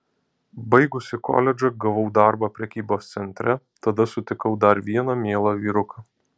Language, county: Lithuanian, Alytus